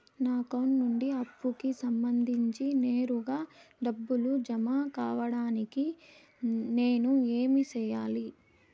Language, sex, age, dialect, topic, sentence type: Telugu, female, 18-24, Southern, banking, question